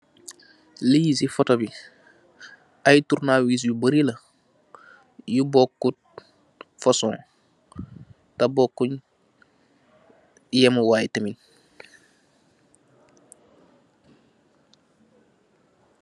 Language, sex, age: Wolof, male, 25-35